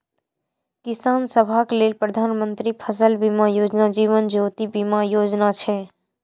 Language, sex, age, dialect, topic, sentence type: Maithili, female, 18-24, Eastern / Thethi, banking, statement